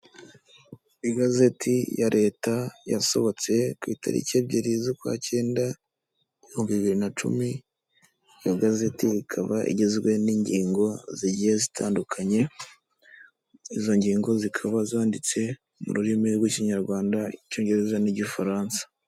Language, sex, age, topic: Kinyarwanda, male, 25-35, government